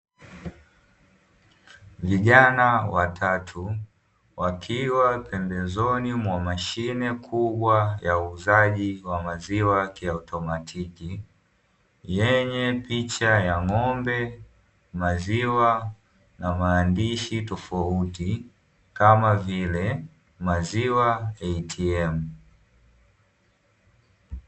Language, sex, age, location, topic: Swahili, male, 18-24, Dar es Salaam, finance